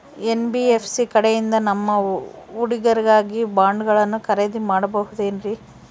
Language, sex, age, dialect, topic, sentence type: Kannada, female, 51-55, Central, banking, question